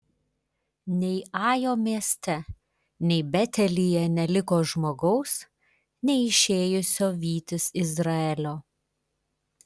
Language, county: Lithuanian, Klaipėda